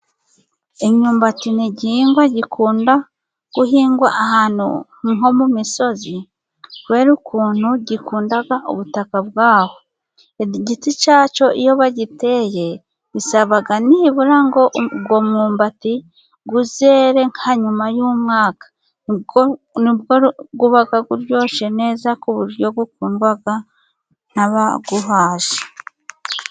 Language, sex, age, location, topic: Kinyarwanda, female, 25-35, Musanze, agriculture